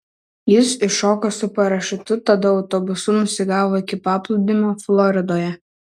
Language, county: Lithuanian, Šiauliai